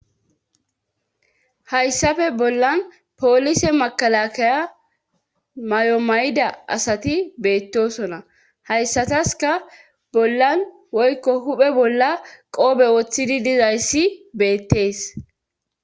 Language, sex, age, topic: Gamo, female, 25-35, government